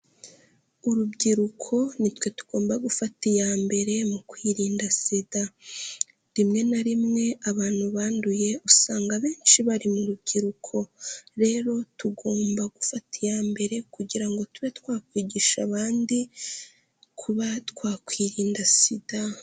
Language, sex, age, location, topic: Kinyarwanda, female, 18-24, Kigali, health